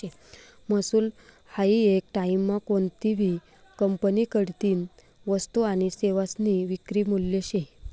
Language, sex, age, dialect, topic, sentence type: Marathi, female, 25-30, Northern Konkan, banking, statement